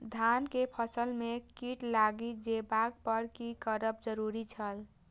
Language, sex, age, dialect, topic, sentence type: Maithili, female, 18-24, Eastern / Thethi, agriculture, question